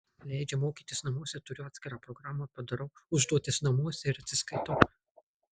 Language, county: Lithuanian, Marijampolė